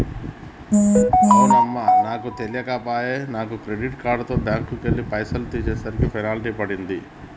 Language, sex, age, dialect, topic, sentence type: Telugu, male, 41-45, Telangana, banking, statement